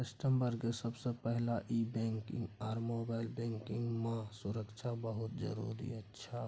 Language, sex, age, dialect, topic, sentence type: Maithili, male, 46-50, Bajjika, banking, question